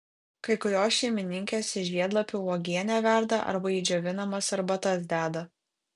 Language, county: Lithuanian, Kaunas